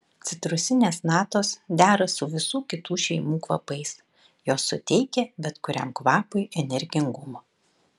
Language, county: Lithuanian, Vilnius